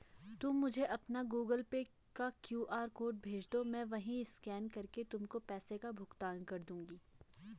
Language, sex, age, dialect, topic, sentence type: Hindi, female, 25-30, Garhwali, banking, statement